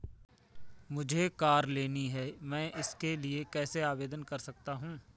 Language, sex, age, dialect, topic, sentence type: Hindi, male, 25-30, Awadhi Bundeli, banking, question